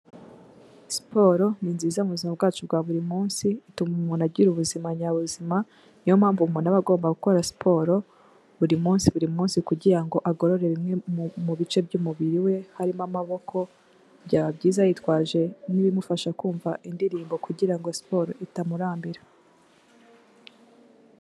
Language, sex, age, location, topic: Kinyarwanda, female, 18-24, Kigali, health